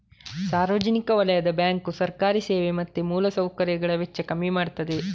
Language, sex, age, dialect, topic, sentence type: Kannada, male, 31-35, Coastal/Dakshin, banking, statement